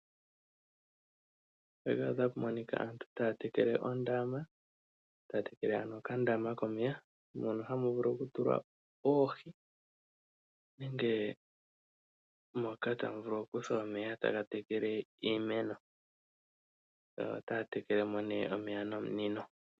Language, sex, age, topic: Oshiwambo, male, 18-24, agriculture